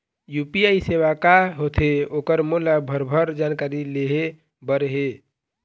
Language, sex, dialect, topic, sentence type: Chhattisgarhi, male, Eastern, banking, question